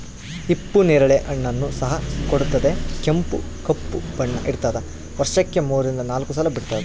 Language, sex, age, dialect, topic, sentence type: Kannada, male, 31-35, Central, agriculture, statement